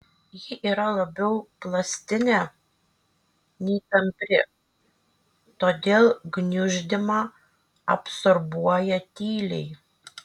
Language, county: Lithuanian, Kaunas